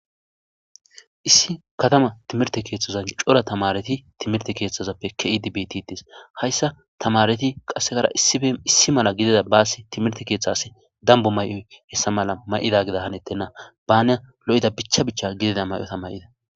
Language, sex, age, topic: Gamo, male, 18-24, government